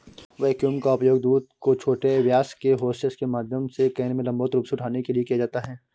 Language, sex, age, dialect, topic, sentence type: Hindi, male, 18-24, Awadhi Bundeli, agriculture, statement